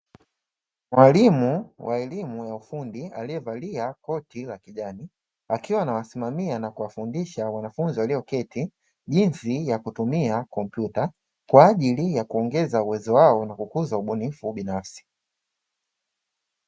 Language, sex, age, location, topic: Swahili, male, 25-35, Dar es Salaam, education